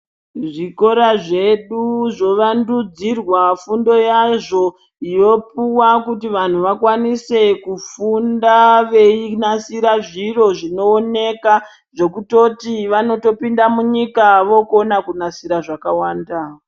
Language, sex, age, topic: Ndau, male, 36-49, education